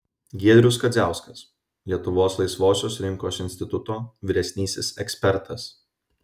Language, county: Lithuanian, Vilnius